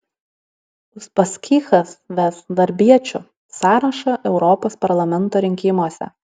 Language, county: Lithuanian, Alytus